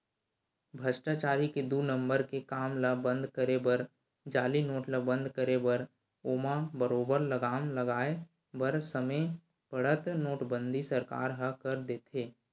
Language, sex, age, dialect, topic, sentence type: Chhattisgarhi, male, 18-24, Western/Budati/Khatahi, banking, statement